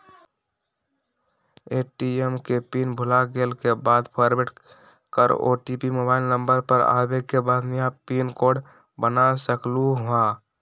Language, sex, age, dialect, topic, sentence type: Magahi, male, 18-24, Western, banking, question